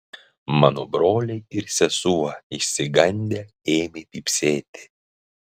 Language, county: Lithuanian, Marijampolė